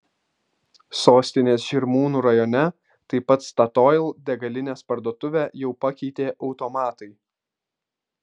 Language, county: Lithuanian, Vilnius